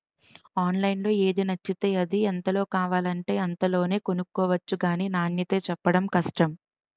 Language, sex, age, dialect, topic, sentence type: Telugu, female, 18-24, Utterandhra, agriculture, statement